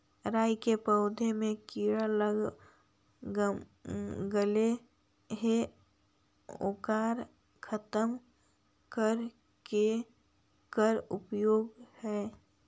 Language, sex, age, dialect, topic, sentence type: Magahi, female, 60-100, Central/Standard, agriculture, question